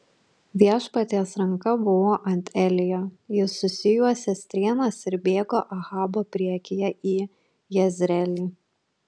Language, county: Lithuanian, Panevėžys